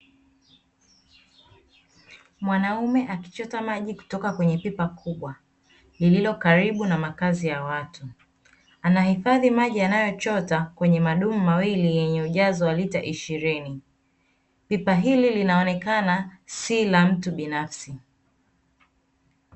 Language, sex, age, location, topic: Swahili, female, 25-35, Dar es Salaam, health